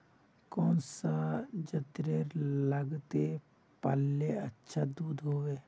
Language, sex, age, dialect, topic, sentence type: Magahi, male, 25-30, Northeastern/Surjapuri, agriculture, question